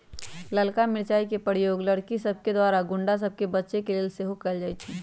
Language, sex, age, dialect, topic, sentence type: Magahi, female, 36-40, Western, agriculture, statement